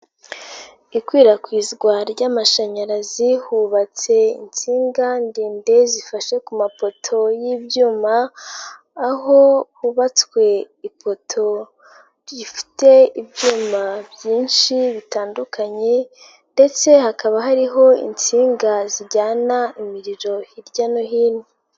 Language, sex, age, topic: Kinyarwanda, female, 18-24, government